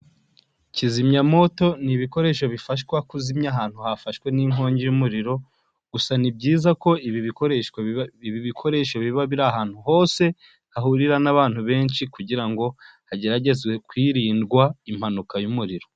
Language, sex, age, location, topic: Kinyarwanda, male, 18-24, Huye, government